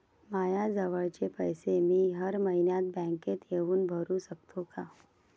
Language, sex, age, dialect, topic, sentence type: Marathi, female, 56-60, Varhadi, banking, question